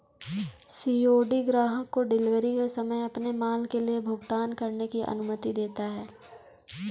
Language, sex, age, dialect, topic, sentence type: Hindi, female, 18-24, Kanauji Braj Bhasha, banking, statement